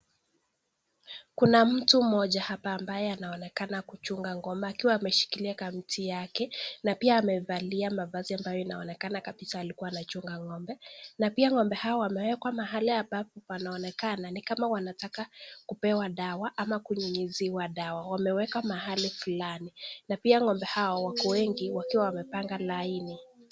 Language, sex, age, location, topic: Swahili, male, 18-24, Nakuru, agriculture